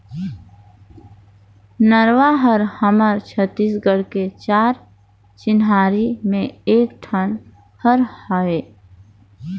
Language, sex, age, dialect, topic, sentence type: Chhattisgarhi, female, 25-30, Northern/Bhandar, agriculture, statement